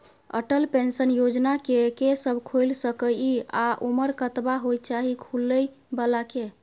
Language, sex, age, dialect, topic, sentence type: Maithili, female, 18-24, Bajjika, banking, question